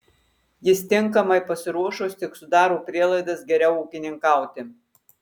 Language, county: Lithuanian, Marijampolė